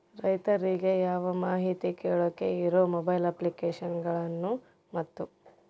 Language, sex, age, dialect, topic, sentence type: Kannada, female, 18-24, Central, agriculture, question